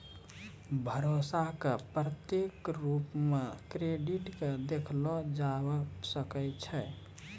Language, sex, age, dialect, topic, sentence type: Maithili, male, 18-24, Angika, banking, statement